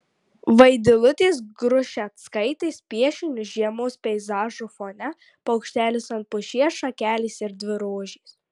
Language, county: Lithuanian, Marijampolė